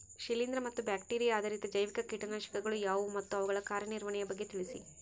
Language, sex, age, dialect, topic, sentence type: Kannada, female, 18-24, Central, agriculture, question